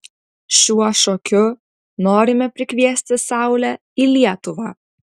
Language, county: Lithuanian, Utena